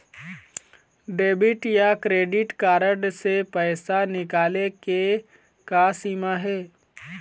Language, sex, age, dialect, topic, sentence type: Chhattisgarhi, male, 18-24, Eastern, banking, question